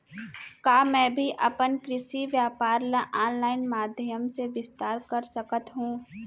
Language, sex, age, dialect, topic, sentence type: Chhattisgarhi, female, 60-100, Central, agriculture, question